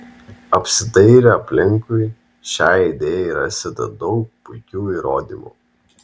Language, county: Lithuanian, Vilnius